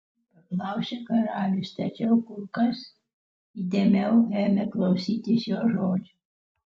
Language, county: Lithuanian, Utena